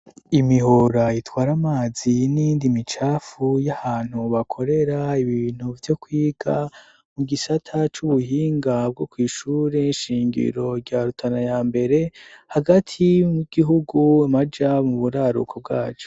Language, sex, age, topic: Rundi, male, 18-24, education